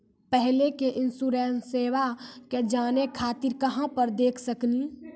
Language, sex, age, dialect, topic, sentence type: Maithili, female, 46-50, Angika, banking, question